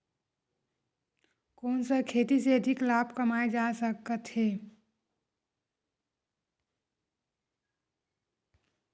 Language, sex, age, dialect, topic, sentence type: Chhattisgarhi, female, 31-35, Western/Budati/Khatahi, agriculture, question